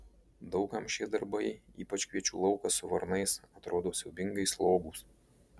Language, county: Lithuanian, Marijampolė